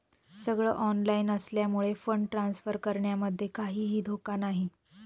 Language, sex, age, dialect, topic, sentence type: Marathi, female, 25-30, Northern Konkan, banking, statement